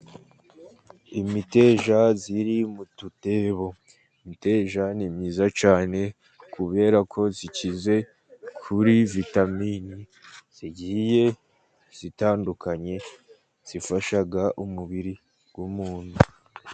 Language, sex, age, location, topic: Kinyarwanda, male, 50+, Musanze, agriculture